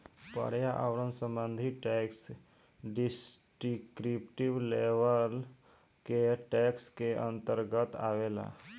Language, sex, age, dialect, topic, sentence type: Bhojpuri, male, 18-24, Southern / Standard, banking, statement